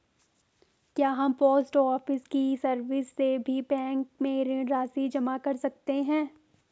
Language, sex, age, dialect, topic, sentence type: Hindi, female, 18-24, Garhwali, banking, question